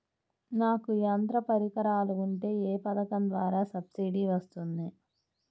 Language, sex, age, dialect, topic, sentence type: Telugu, female, 18-24, Central/Coastal, agriculture, question